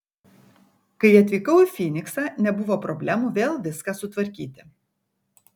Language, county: Lithuanian, Kaunas